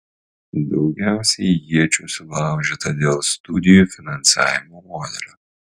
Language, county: Lithuanian, Utena